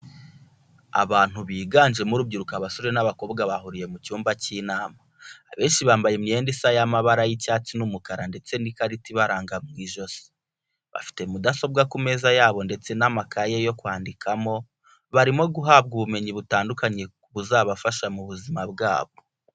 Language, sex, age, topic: Kinyarwanda, male, 25-35, education